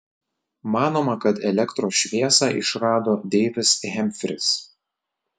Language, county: Lithuanian, Telšiai